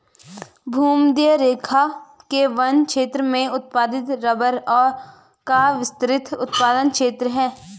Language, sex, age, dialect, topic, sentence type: Hindi, female, 36-40, Garhwali, agriculture, statement